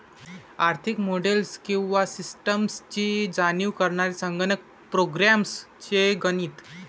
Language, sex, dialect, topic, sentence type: Marathi, male, Varhadi, banking, statement